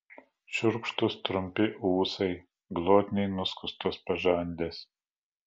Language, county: Lithuanian, Vilnius